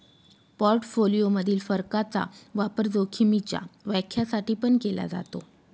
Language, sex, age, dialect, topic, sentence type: Marathi, female, 36-40, Northern Konkan, banking, statement